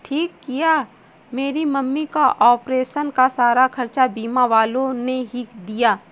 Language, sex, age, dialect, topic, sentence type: Hindi, female, 18-24, Marwari Dhudhari, banking, statement